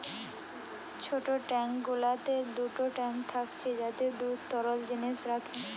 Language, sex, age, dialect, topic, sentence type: Bengali, female, 18-24, Western, agriculture, statement